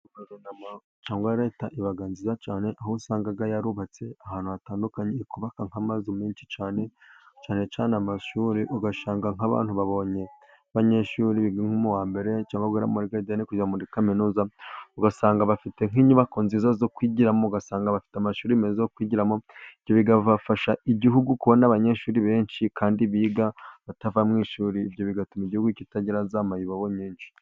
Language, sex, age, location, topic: Kinyarwanda, male, 25-35, Burera, government